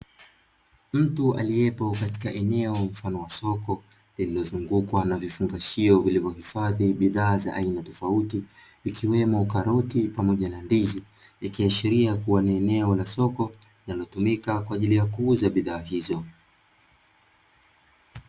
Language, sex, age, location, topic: Swahili, male, 25-35, Dar es Salaam, finance